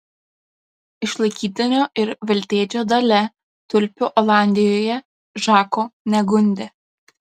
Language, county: Lithuanian, Klaipėda